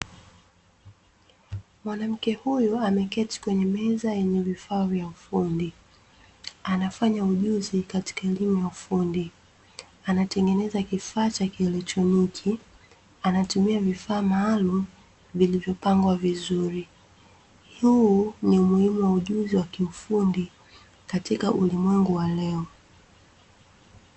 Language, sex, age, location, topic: Swahili, female, 25-35, Dar es Salaam, education